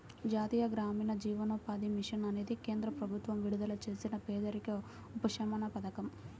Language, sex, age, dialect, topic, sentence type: Telugu, female, 18-24, Central/Coastal, banking, statement